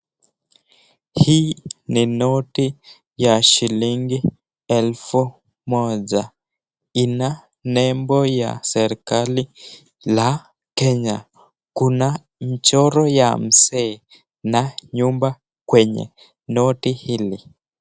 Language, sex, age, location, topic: Swahili, male, 18-24, Nakuru, finance